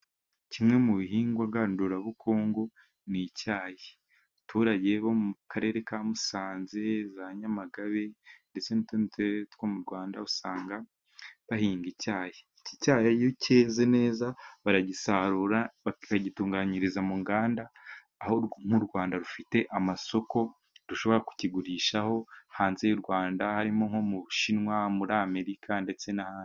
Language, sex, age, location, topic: Kinyarwanda, male, 18-24, Musanze, agriculture